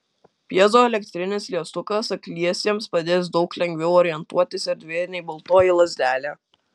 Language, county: Lithuanian, Kaunas